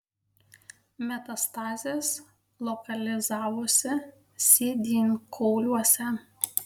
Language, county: Lithuanian, Panevėžys